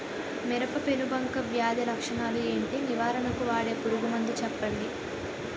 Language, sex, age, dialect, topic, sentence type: Telugu, female, 18-24, Utterandhra, agriculture, question